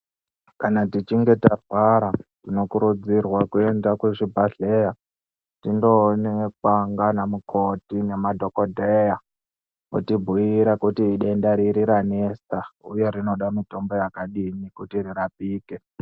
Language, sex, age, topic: Ndau, male, 18-24, health